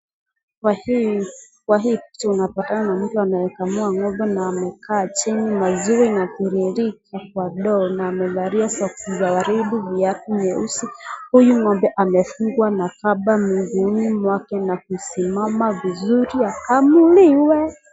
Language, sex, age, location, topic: Swahili, female, 25-35, Nakuru, agriculture